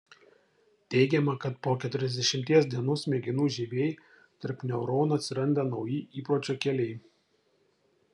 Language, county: Lithuanian, Šiauliai